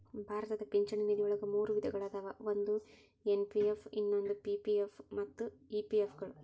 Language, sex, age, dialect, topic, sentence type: Kannada, female, 18-24, Dharwad Kannada, banking, statement